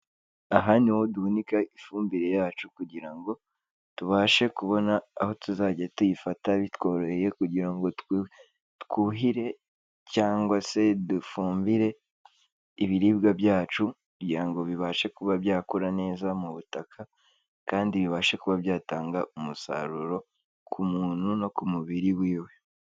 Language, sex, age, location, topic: Kinyarwanda, male, 18-24, Kigali, agriculture